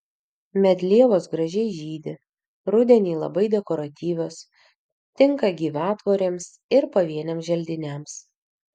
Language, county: Lithuanian, Vilnius